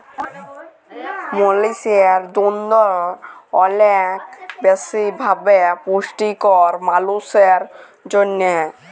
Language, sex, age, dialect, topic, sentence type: Bengali, male, <18, Jharkhandi, agriculture, statement